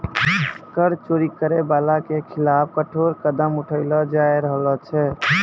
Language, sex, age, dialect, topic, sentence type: Maithili, male, 18-24, Angika, banking, statement